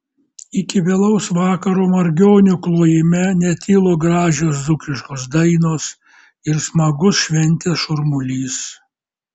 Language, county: Lithuanian, Kaunas